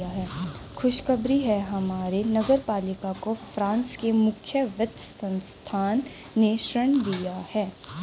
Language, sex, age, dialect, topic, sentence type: Hindi, female, 18-24, Hindustani Malvi Khadi Boli, banking, statement